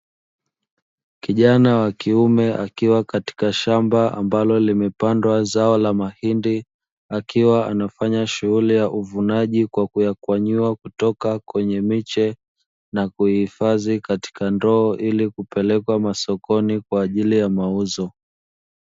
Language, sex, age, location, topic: Swahili, male, 25-35, Dar es Salaam, agriculture